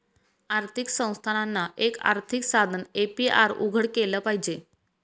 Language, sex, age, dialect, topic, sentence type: Marathi, female, 25-30, Northern Konkan, banking, statement